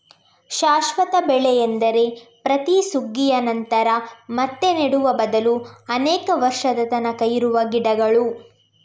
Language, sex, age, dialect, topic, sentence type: Kannada, female, 18-24, Coastal/Dakshin, agriculture, statement